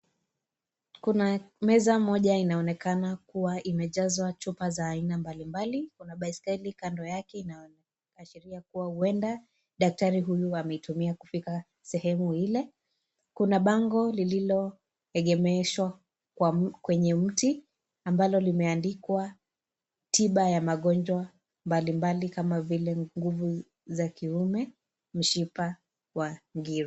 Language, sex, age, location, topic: Swahili, female, 18-24, Kisii, health